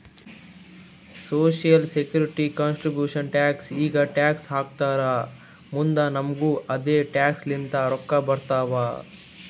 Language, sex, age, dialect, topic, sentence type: Kannada, male, 18-24, Northeastern, banking, statement